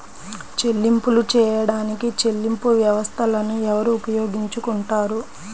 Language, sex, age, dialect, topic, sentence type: Telugu, female, 25-30, Central/Coastal, banking, question